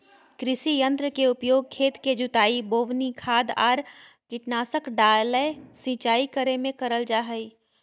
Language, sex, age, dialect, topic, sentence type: Magahi, female, 18-24, Southern, agriculture, statement